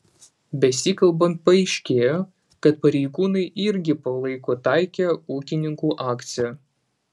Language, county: Lithuanian, Vilnius